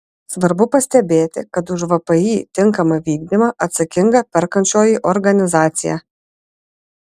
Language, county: Lithuanian, Vilnius